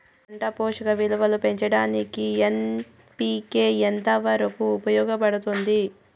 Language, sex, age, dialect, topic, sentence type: Telugu, female, 31-35, Southern, agriculture, question